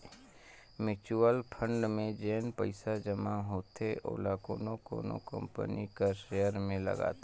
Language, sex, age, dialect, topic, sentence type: Chhattisgarhi, male, 25-30, Northern/Bhandar, banking, statement